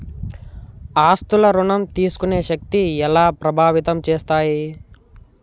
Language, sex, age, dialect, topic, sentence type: Telugu, male, 18-24, Telangana, banking, question